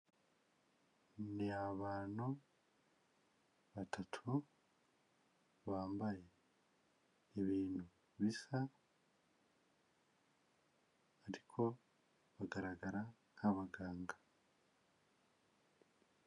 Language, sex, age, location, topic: Kinyarwanda, male, 25-35, Kigali, health